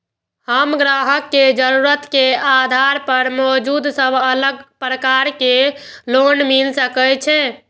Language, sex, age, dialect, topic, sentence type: Maithili, female, 18-24, Eastern / Thethi, banking, question